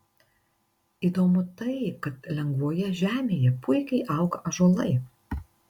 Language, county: Lithuanian, Marijampolė